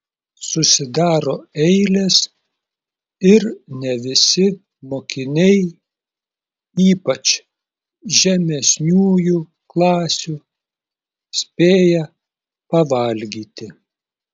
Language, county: Lithuanian, Klaipėda